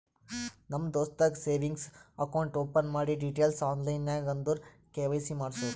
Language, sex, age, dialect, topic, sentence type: Kannada, male, 31-35, Northeastern, banking, statement